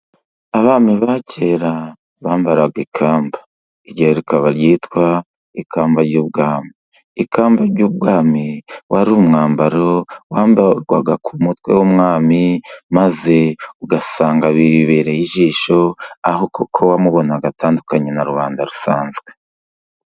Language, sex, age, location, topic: Kinyarwanda, male, 50+, Musanze, government